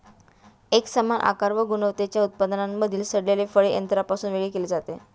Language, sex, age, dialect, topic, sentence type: Marathi, female, 31-35, Standard Marathi, agriculture, statement